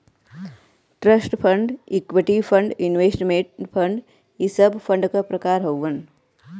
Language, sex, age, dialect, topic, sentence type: Bhojpuri, female, 36-40, Western, banking, statement